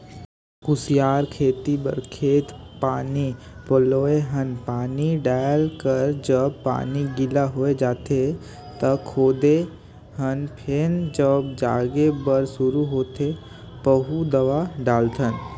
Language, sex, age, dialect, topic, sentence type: Chhattisgarhi, male, 18-24, Northern/Bhandar, banking, statement